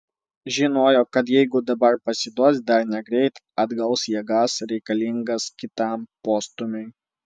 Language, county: Lithuanian, Vilnius